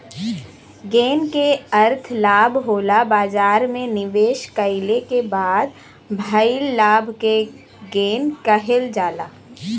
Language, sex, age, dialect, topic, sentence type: Bhojpuri, female, 18-24, Western, banking, statement